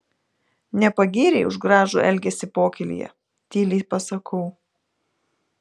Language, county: Lithuanian, Telšiai